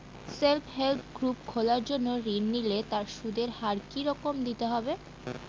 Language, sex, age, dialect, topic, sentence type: Bengali, female, 18-24, Northern/Varendri, banking, question